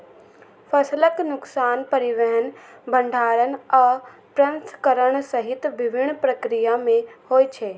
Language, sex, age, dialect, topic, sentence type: Maithili, female, 18-24, Eastern / Thethi, agriculture, statement